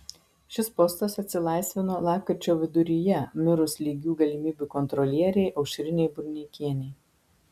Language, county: Lithuanian, Marijampolė